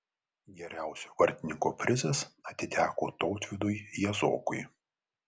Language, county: Lithuanian, Vilnius